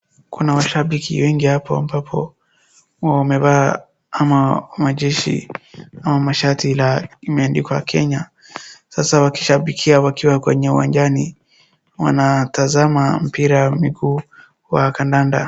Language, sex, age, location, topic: Swahili, female, 18-24, Wajir, government